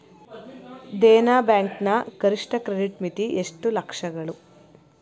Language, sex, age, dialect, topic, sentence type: Kannada, female, 25-30, Mysore Kannada, agriculture, question